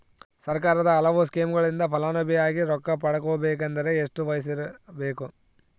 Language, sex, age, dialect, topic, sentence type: Kannada, male, 25-30, Central, banking, question